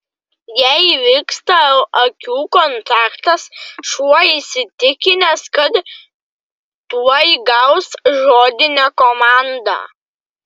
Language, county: Lithuanian, Klaipėda